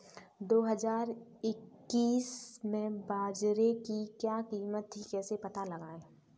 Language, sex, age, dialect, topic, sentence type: Hindi, female, 18-24, Kanauji Braj Bhasha, agriculture, question